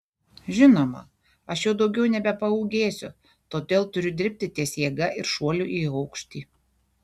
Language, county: Lithuanian, Šiauliai